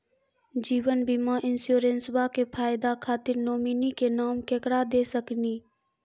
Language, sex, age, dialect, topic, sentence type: Maithili, female, 41-45, Angika, banking, question